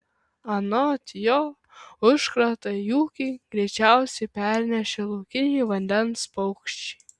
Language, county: Lithuanian, Kaunas